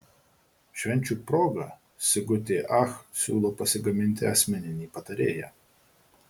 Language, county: Lithuanian, Marijampolė